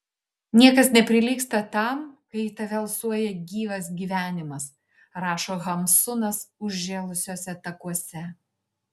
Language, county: Lithuanian, Šiauliai